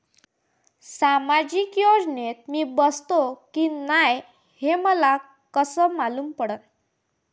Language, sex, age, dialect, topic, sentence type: Marathi, female, 18-24, Varhadi, banking, question